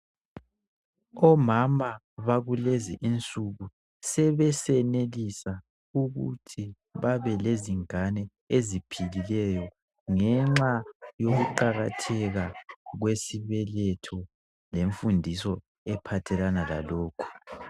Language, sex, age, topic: North Ndebele, male, 18-24, health